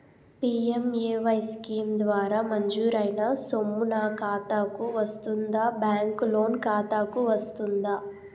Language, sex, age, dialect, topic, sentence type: Telugu, female, 18-24, Utterandhra, banking, question